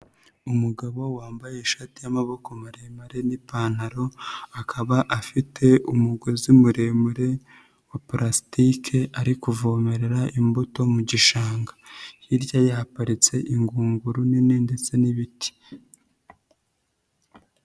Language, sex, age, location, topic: Kinyarwanda, female, 25-35, Nyagatare, agriculture